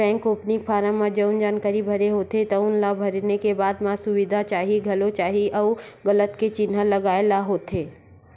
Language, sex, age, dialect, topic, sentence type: Chhattisgarhi, female, 31-35, Western/Budati/Khatahi, banking, statement